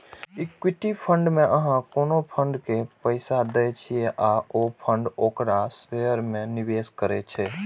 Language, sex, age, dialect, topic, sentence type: Maithili, male, 18-24, Eastern / Thethi, banking, statement